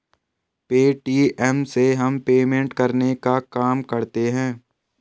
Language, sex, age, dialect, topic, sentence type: Hindi, male, 18-24, Garhwali, banking, statement